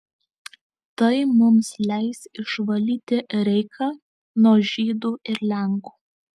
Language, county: Lithuanian, Alytus